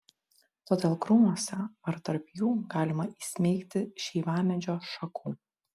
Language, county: Lithuanian, Kaunas